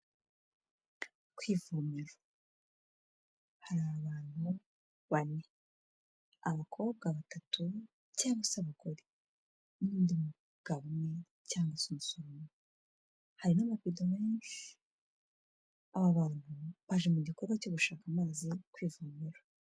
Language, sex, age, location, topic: Kinyarwanda, female, 25-35, Kigali, health